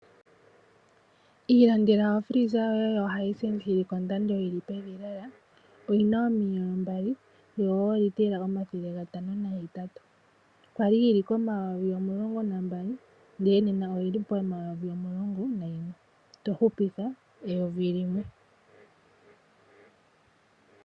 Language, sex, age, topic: Oshiwambo, female, 18-24, finance